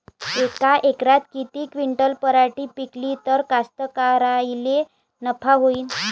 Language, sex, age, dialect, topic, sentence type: Marathi, female, 18-24, Varhadi, agriculture, question